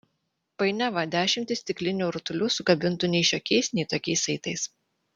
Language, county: Lithuanian, Vilnius